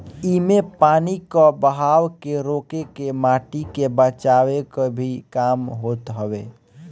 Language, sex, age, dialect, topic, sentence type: Bhojpuri, male, <18, Northern, agriculture, statement